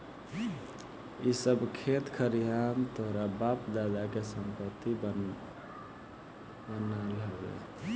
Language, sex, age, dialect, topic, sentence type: Bhojpuri, male, 18-24, Southern / Standard, agriculture, statement